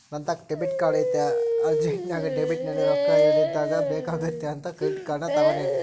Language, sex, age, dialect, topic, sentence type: Kannada, male, 41-45, Central, banking, statement